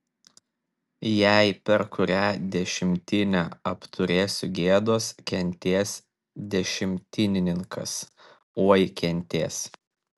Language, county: Lithuanian, Vilnius